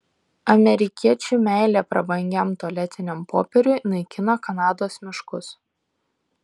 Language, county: Lithuanian, Kaunas